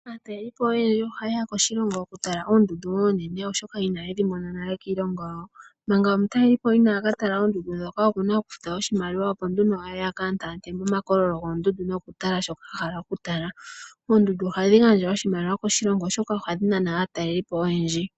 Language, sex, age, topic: Oshiwambo, female, 18-24, agriculture